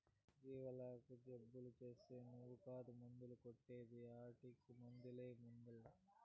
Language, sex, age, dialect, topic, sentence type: Telugu, male, 46-50, Southern, agriculture, statement